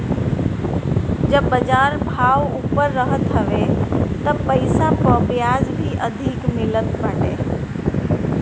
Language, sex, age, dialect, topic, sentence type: Bhojpuri, female, 60-100, Northern, banking, statement